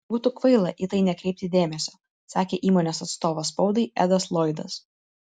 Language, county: Lithuanian, Vilnius